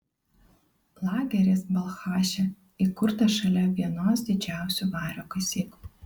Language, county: Lithuanian, Kaunas